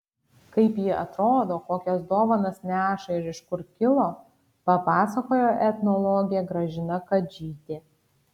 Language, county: Lithuanian, Kaunas